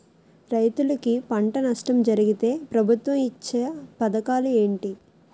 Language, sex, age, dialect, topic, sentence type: Telugu, female, 18-24, Utterandhra, agriculture, question